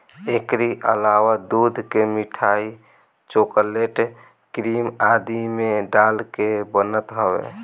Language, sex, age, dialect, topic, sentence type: Bhojpuri, male, <18, Northern, agriculture, statement